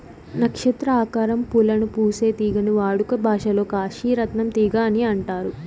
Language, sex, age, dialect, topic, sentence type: Telugu, female, 18-24, Southern, agriculture, statement